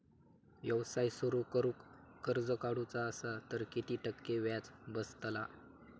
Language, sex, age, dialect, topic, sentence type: Marathi, male, 18-24, Southern Konkan, banking, question